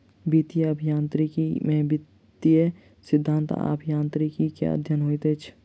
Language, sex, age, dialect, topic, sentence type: Maithili, male, 18-24, Southern/Standard, banking, statement